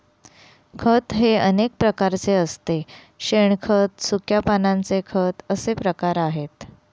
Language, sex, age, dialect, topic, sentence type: Marathi, female, 31-35, Northern Konkan, agriculture, statement